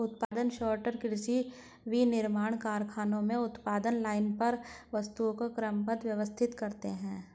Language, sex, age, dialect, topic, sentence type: Hindi, female, 46-50, Hindustani Malvi Khadi Boli, agriculture, statement